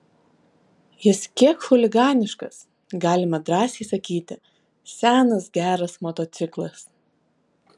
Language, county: Lithuanian, Alytus